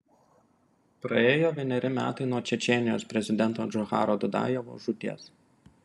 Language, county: Lithuanian, Panevėžys